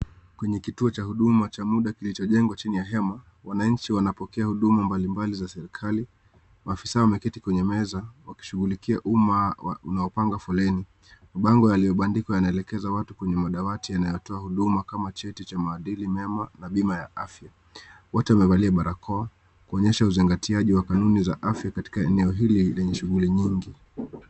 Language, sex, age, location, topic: Swahili, male, 25-35, Nakuru, government